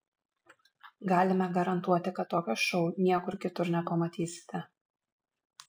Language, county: Lithuanian, Vilnius